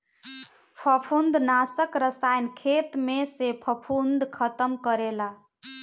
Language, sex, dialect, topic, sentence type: Bhojpuri, female, Northern, agriculture, statement